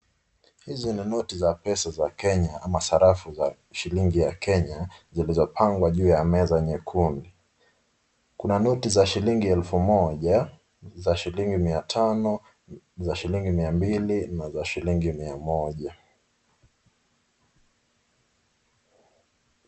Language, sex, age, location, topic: Swahili, male, 25-35, Nakuru, finance